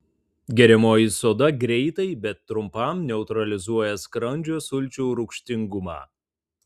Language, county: Lithuanian, Tauragė